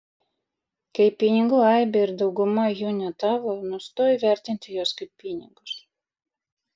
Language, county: Lithuanian, Vilnius